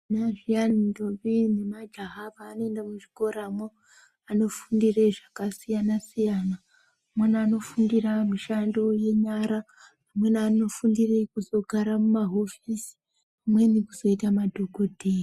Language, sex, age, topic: Ndau, female, 25-35, education